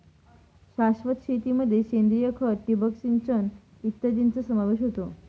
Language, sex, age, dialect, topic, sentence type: Marathi, female, 18-24, Northern Konkan, agriculture, statement